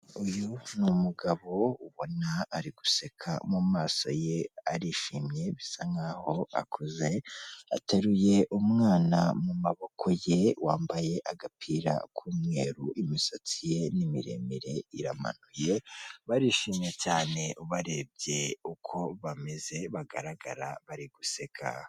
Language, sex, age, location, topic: Kinyarwanda, female, 36-49, Kigali, finance